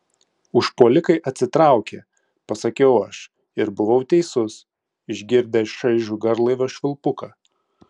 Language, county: Lithuanian, Klaipėda